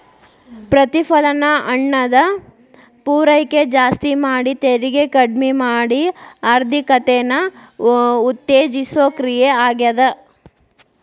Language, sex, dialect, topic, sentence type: Kannada, female, Dharwad Kannada, banking, statement